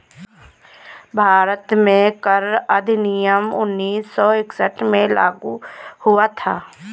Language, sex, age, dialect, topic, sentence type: Hindi, female, 25-30, Kanauji Braj Bhasha, banking, statement